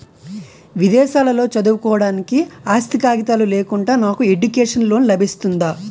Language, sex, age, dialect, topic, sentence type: Telugu, male, 18-24, Utterandhra, banking, question